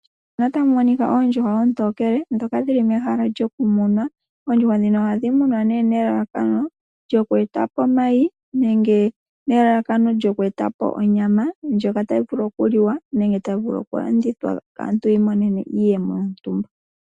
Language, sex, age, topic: Oshiwambo, female, 18-24, agriculture